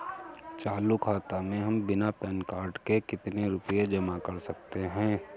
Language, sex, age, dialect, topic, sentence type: Hindi, male, 18-24, Awadhi Bundeli, banking, question